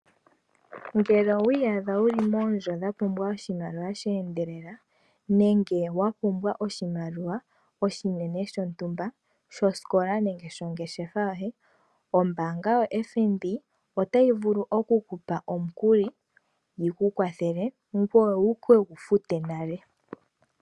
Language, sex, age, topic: Oshiwambo, female, 18-24, finance